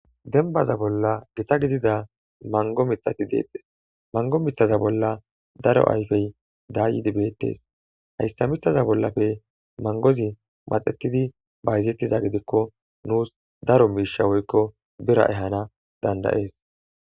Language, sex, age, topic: Gamo, male, 18-24, agriculture